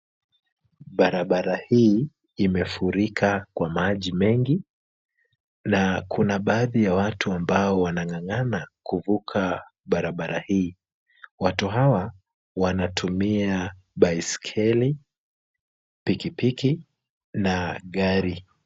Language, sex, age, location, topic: Swahili, male, 25-35, Kisumu, health